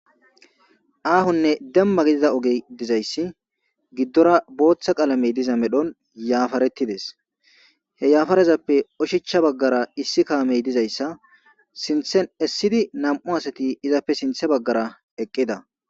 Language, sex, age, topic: Gamo, male, 25-35, government